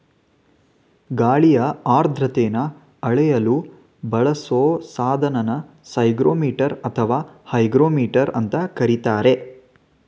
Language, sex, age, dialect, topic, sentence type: Kannada, male, 18-24, Mysore Kannada, agriculture, statement